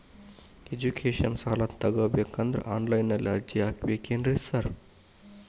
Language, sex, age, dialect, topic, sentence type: Kannada, male, 25-30, Dharwad Kannada, banking, question